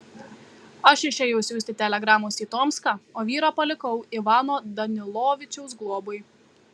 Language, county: Lithuanian, Kaunas